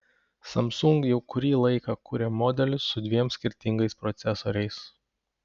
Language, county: Lithuanian, Panevėžys